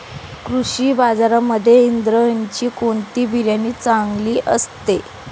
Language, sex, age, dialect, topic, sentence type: Marathi, female, 25-30, Standard Marathi, agriculture, question